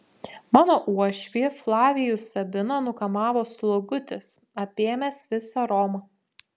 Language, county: Lithuanian, Panevėžys